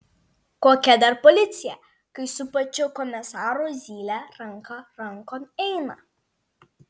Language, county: Lithuanian, Vilnius